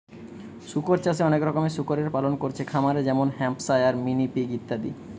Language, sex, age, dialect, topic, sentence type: Bengali, male, 25-30, Western, agriculture, statement